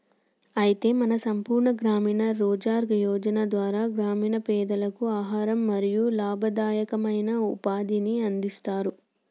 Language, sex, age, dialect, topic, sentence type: Telugu, female, 18-24, Telangana, banking, statement